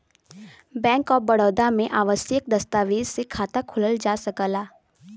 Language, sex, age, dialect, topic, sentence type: Bhojpuri, female, 18-24, Western, banking, statement